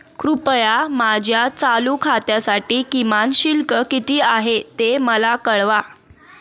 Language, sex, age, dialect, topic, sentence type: Marathi, female, 18-24, Standard Marathi, banking, statement